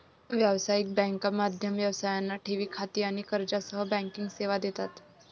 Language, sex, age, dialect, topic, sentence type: Marathi, female, 25-30, Varhadi, banking, statement